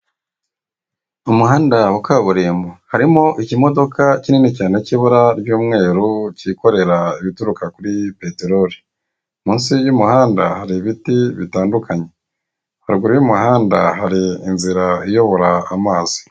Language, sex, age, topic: Kinyarwanda, male, 18-24, government